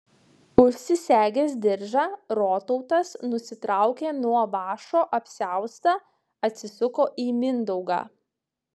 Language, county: Lithuanian, Šiauliai